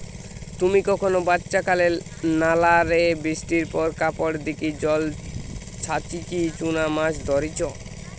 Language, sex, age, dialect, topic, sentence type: Bengali, male, 18-24, Western, agriculture, statement